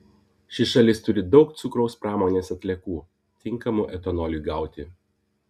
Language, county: Lithuanian, Vilnius